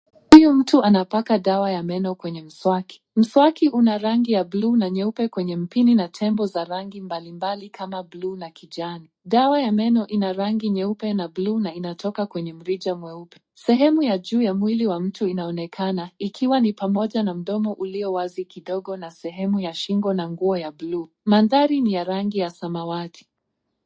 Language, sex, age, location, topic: Swahili, female, 18-24, Nairobi, health